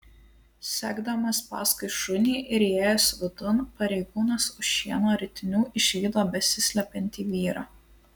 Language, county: Lithuanian, Alytus